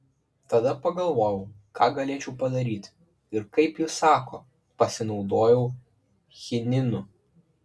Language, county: Lithuanian, Klaipėda